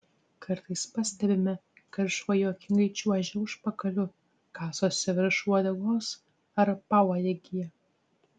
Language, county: Lithuanian, Tauragė